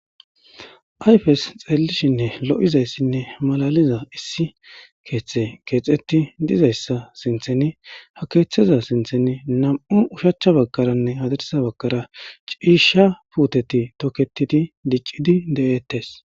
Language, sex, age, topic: Gamo, male, 25-35, government